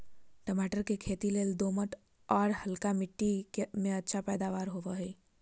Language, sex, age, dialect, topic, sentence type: Magahi, female, 25-30, Southern, agriculture, statement